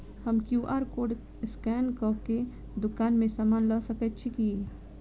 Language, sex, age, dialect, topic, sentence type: Maithili, female, 25-30, Southern/Standard, banking, question